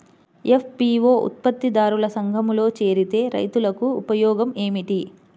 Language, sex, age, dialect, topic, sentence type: Telugu, female, 25-30, Central/Coastal, banking, question